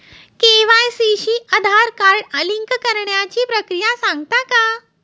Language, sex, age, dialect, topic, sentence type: Marathi, female, 36-40, Standard Marathi, banking, statement